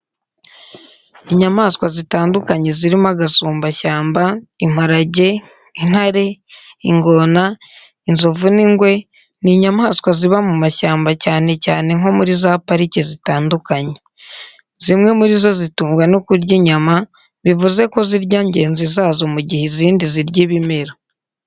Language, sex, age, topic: Kinyarwanda, female, 25-35, education